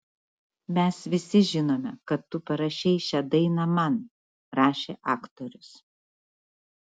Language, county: Lithuanian, Šiauliai